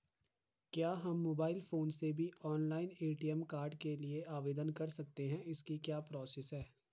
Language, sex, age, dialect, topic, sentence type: Hindi, male, 51-55, Garhwali, banking, question